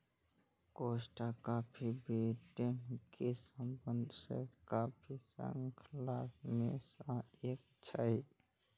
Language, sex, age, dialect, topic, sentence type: Maithili, male, 56-60, Eastern / Thethi, agriculture, statement